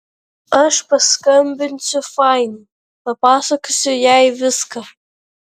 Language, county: Lithuanian, Vilnius